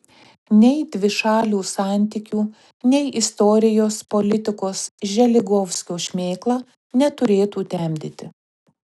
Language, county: Lithuanian, Telšiai